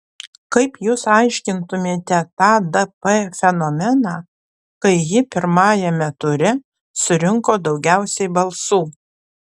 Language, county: Lithuanian, Panevėžys